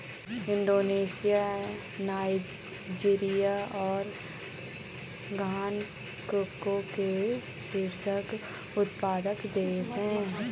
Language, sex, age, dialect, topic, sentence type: Hindi, female, 25-30, Garhwali, agriculture, statement